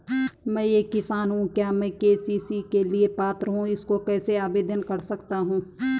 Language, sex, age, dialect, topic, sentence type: Hindi, female, 31-35, Garhwali, agriculture, question